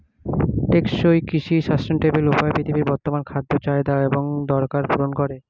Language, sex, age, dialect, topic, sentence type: Bengali, male, 25-30, Standard Colloquial, agriculture, statement